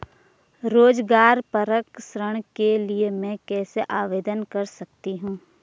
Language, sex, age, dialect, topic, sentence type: Hindi, female, 25-30, Garhwali, banking, question